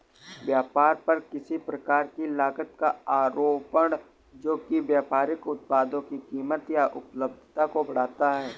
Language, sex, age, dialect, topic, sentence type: Hindi, male, 18-24, Awadhi Bundeli, banking, statement